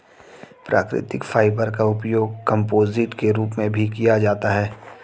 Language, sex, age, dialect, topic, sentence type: Hindi, male, 46-50, Hindustani Malvi Khadi Boli, agriculture, statement